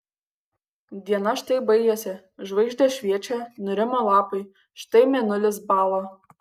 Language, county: Lithuanian, Kaunas